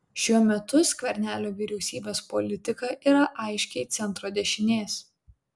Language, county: Lithuanian, Vilnius